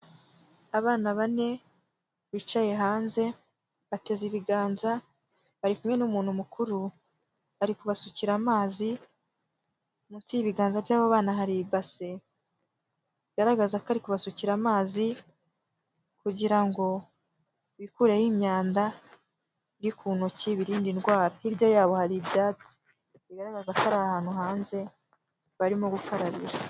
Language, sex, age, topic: Kinyarwanda, female, 18-24, health